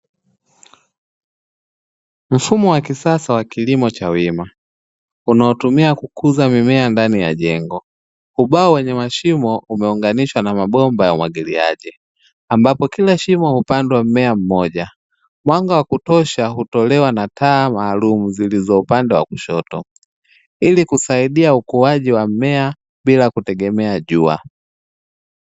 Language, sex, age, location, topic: Swahili, male, 25-35, Dar es Salaam, agriculture